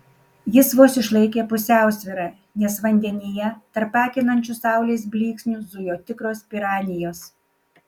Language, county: Lithuanian, Šiauliai